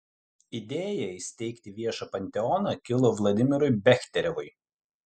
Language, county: Lithuanian, Utena